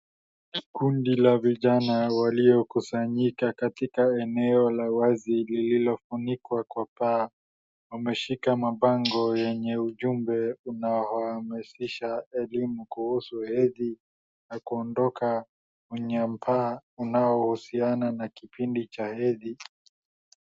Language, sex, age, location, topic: Swahili, male, 50+, Wajir, health